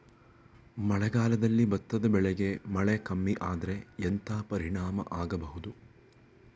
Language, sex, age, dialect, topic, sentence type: Kannada, male, 18-24, Coastal/Dakshin, agriculture, question